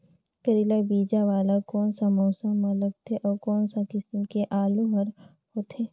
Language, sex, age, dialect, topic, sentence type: Chhattisgarhi, female, 31-35, Northern/Bhandar, agriculture, question